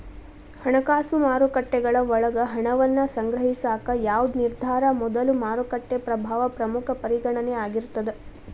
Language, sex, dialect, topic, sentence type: Kannada, female, Dharwad Kannada, banking, statement